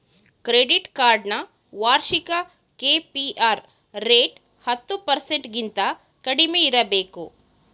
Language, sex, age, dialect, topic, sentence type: Kannada, female, 31-35, Mysore Kannada, banking, statement